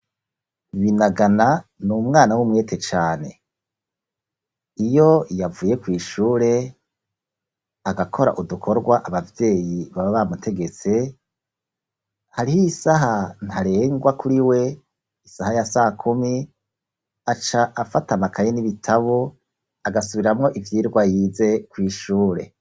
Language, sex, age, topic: Rundi, male, 36-49, education